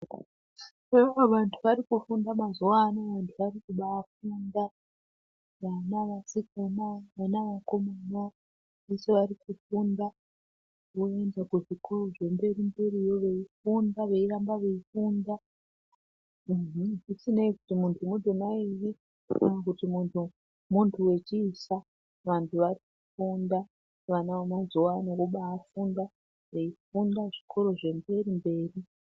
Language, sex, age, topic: Ndau, female, 36-49, education